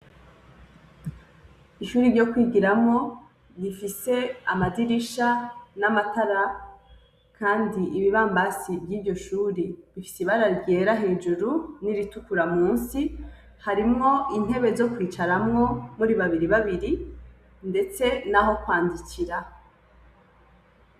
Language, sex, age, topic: Rundi, female, 25-35, education